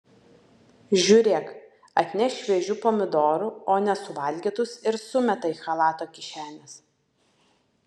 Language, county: Lithuanian, Vilnius